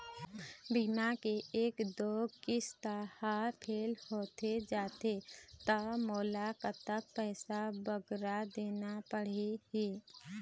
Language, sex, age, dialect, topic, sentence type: Chhattisgarhi, female, 25-30, Eastern, banking, question